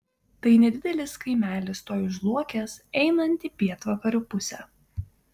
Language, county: Lithuanian, Vilnius